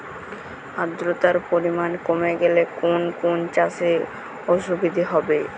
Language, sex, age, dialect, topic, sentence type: Bengali, male, 18-24, Jharkhandi, agriculture, question